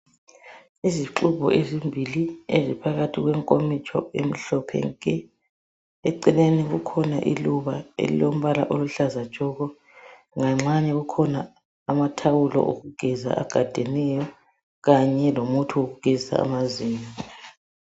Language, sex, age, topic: North Ndebele, female, 36-49, health